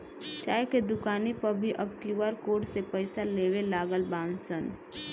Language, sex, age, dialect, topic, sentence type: Bhojpuri, female, 25-30, Northern, banking, statement